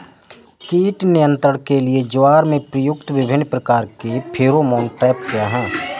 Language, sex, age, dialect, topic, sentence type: Hindi, male, 18-24, Awadhi Bundeli, agriculture, question